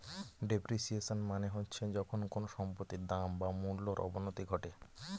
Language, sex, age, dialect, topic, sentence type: Bengali, male, 18-24, Northern/Varendri, banking, statement